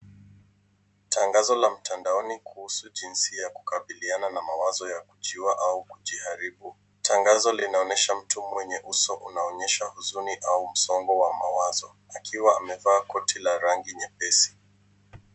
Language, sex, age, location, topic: Swahili, male, 25-35, Nairobi, health